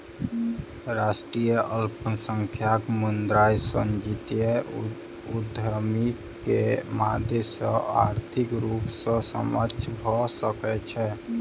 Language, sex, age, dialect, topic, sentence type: Maithili, male, 18-24, Southern/Standard, banking, statement